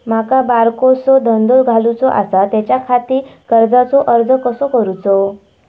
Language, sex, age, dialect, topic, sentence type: Marathi, female, 18-24, Southern Konkan, banking, question